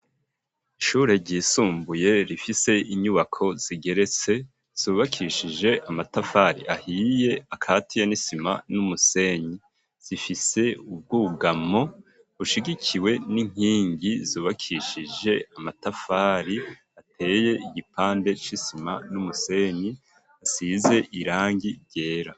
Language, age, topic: Rundi, 50+, education